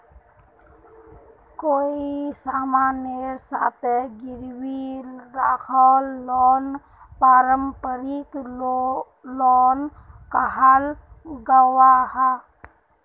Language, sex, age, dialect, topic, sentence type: Magahi, female, 18-24, Northeastern/Surjapuri, banking, statement